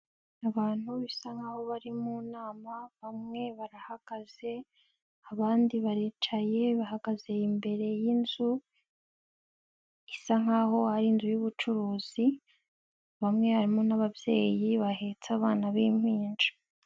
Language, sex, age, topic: Kinyarwanda, female, 18-24, government